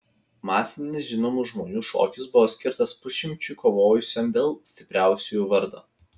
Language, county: Lithuanian, Vilnius